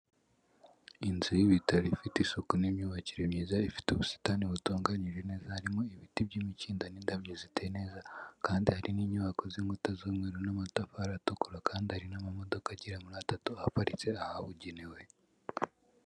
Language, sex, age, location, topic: Kinyarwanda, male, 18-24, Kigali, health